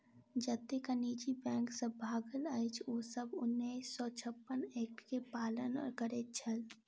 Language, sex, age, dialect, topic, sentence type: Maithili, female, 25-30, Southern/Standard, banking, statement